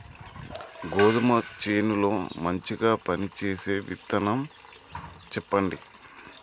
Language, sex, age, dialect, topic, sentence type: Telugu, male, 31-35, Telangana, agriculture, question